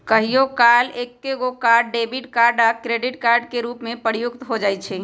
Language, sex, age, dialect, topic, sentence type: Magahi, female, 25-30, Western, banking, statement